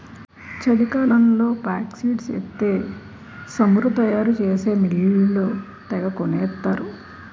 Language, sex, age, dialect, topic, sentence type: Telugu, female, 46-50, Utterandhra, agriculture, statement